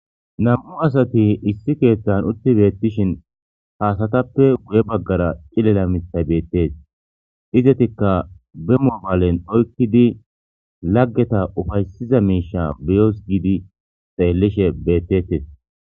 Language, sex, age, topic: Gamo, male, 18-24, government